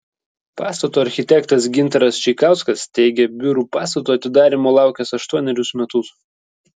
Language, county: Lithuanian, Vilnius